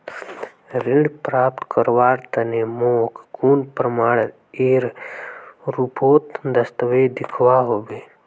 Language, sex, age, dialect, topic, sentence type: Magahi, male, 18-24, Northeastern/Surjapuri, banking, statement